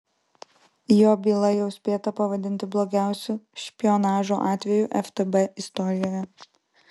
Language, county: Lithuanian, Vilnius